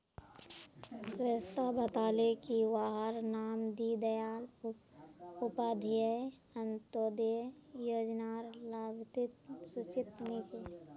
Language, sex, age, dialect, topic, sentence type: Magahi, female, 56-60, Northeastern/Surjapuri, banking, statement